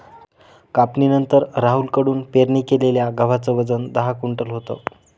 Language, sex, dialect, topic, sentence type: Marathi, male, Northern Konkan, agriculture, statement